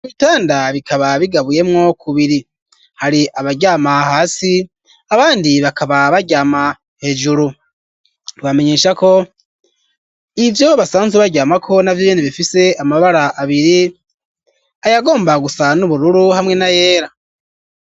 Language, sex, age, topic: Rundi, male, 25-35, education